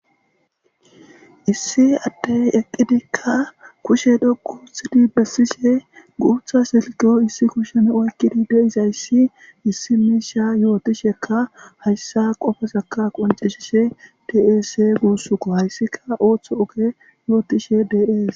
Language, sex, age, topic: Gamo, male, 18-24, government